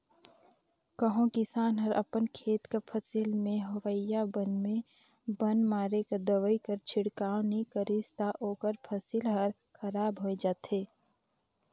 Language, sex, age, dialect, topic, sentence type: Chhattisgarhi, female, 60-100, Northern/Bhandar, agriculture, statement